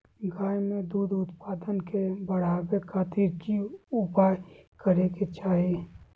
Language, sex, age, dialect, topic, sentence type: Magahi, female, 18-24, Southern, agriculture, question